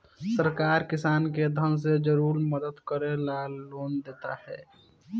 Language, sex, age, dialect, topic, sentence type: Bhojpuri, male, <18, Southern / Standard, agriculture, statement